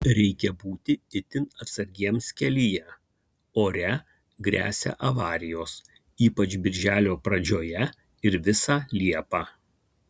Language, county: Lithuanian, Kaunas